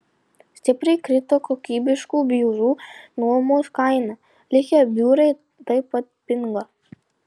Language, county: Lithuanian, Panevėžys